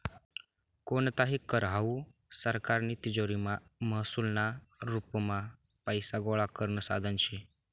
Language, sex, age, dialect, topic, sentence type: Marathi, male, 18-24, Northern Konkan, banking, statement